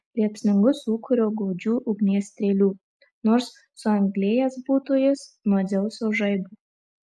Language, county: Lithuanian, Marijampolė